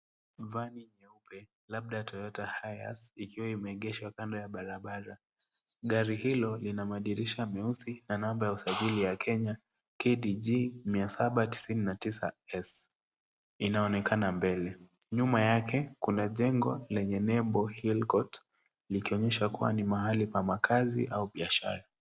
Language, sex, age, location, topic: Swahili, female, 18-24, Nairobi, finance